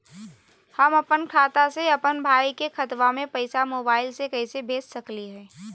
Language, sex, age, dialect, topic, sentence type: Magahi, female, 18-24, Southern, banking, question